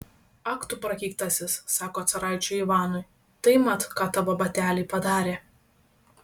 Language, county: Lithuanian, Šiauliai